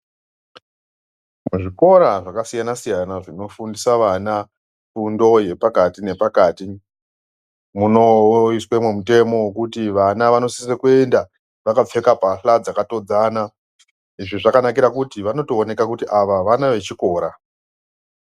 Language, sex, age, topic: Ndau, female, 25-35, education